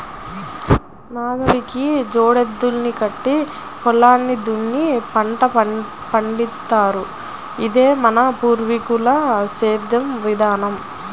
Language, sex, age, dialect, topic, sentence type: Telugu, female, 18-24, Central/Coastal, agriculture, statement